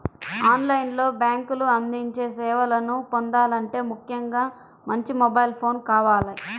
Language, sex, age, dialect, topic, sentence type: Telugu, female, 25-30, Central/Coastal, banking, statement